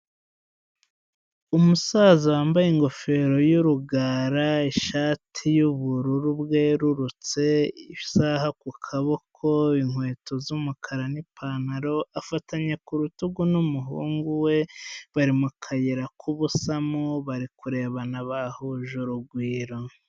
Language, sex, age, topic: Kinyarwanda, male, 25-35, health